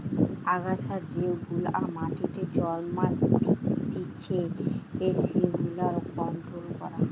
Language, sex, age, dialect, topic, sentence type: Bengali, female, 18-24, Western, agriculture, statement